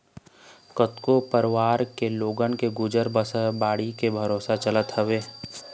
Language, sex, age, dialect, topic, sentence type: Chhattisgarhi, male, 25-30, Eastern, agriculture, statement